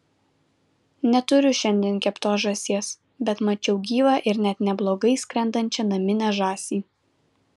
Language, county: Lithuanian, Vilnius